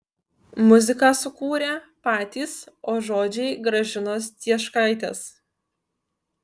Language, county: Lithuanian, Kaunas